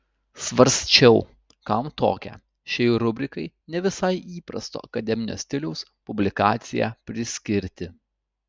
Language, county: Lithuanian, Utena